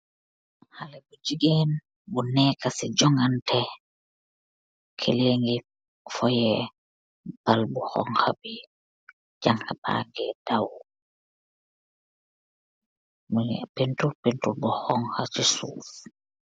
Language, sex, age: Wolof, female, 36-49